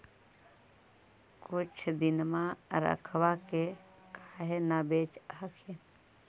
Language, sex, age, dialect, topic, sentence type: Magahi, male, 31-35, Central/Standard, agriculture, question